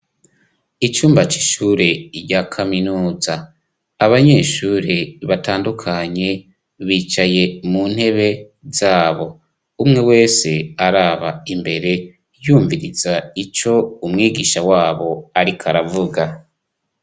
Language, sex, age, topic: Rundi, female, 25-35, education